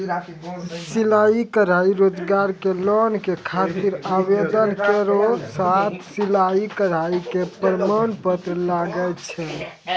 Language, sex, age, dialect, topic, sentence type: Maithili, male, 18-24, Angika, banking, question